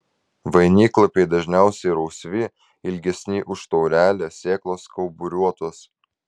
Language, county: Lithuanian, Vilnius